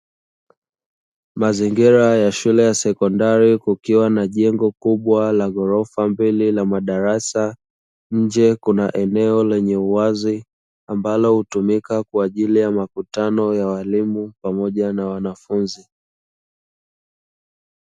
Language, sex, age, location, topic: Swahili, male, 25-35, Dar es Salaam, education